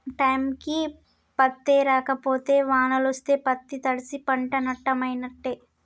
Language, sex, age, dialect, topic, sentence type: Telugu, male, 18-24, Telangana, agriculture, statement